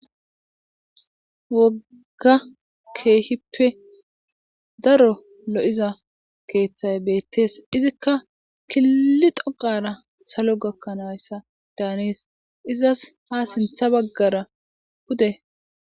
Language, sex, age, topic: Gamo, female, 18-24, government